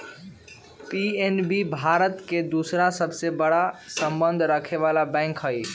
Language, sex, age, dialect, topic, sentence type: Magahi, male, 18-24, Western, banking, statement